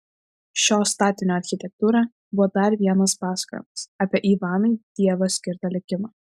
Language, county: Lithuanian, Vilnius